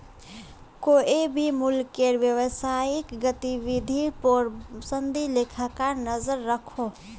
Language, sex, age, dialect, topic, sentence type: Magahi, female, 25-30, Northeastern/Surjapuri, banking, statement